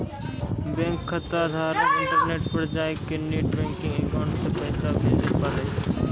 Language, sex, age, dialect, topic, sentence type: Maithili, male, 18-24, Angika, banking, statement